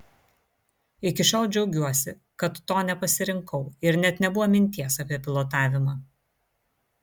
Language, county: Lithuanian, Vilnius